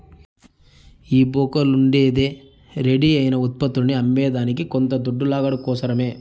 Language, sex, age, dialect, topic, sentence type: Telugu, male, 31-35, Southern, banking, statement